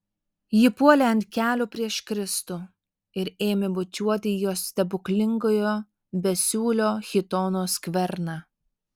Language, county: Lithuanian, Alytus